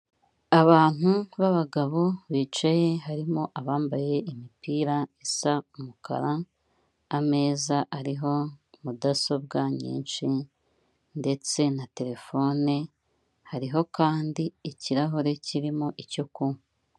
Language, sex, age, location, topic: Kinyarwanda, female, 25-35, Kigali, government